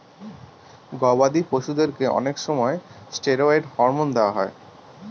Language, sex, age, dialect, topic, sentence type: Bengali, male, 31-35, Northern/Varendri, agriculture, statement